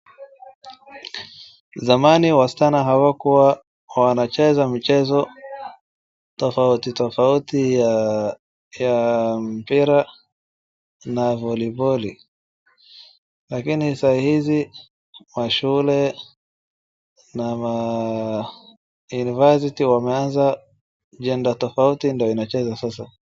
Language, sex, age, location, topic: Swahili, male, 18-24, Wajir, government